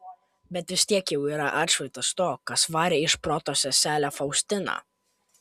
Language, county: Lithuanian, Kaunas